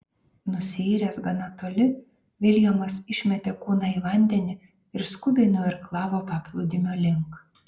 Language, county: Lithuanian, Vilnius